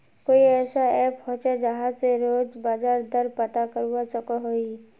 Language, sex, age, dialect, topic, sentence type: Magahi, female, 25-30, Northeastern/Surjapuri, agriculture, question